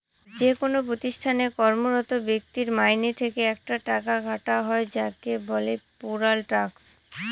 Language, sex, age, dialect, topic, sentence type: Bengali, female, 18-24, Northern/Varendri, banking, statement